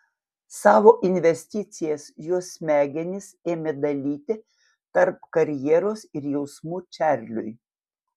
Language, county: Lithuanian, Panevėžys